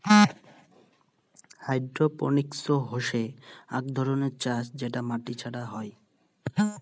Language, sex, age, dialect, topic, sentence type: Bengali, male, 18-24, Rajbangshi, agriculture, statement